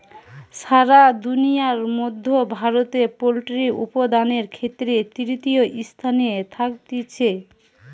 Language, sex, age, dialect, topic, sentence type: Bengali, female, 18-24, Western, agriculture, statement